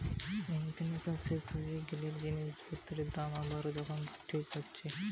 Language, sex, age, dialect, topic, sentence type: Bengali, male, 18-24, Western, banking, statement